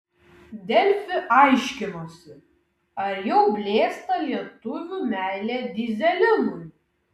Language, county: Lithuanian, Kaunas